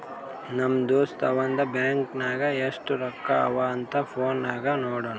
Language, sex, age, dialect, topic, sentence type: Kannada, male, 60-100, Northeastern, banking, statement